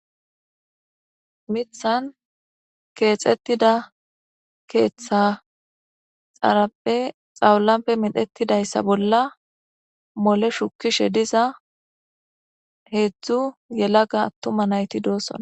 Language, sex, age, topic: Gamo, female, 25-35, government